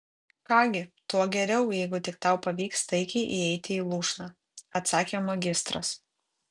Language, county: Lithuanian, Kaunas